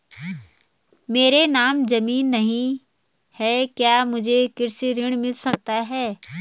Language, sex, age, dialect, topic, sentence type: Hindi, female, 31-35, Garhwali, banking, question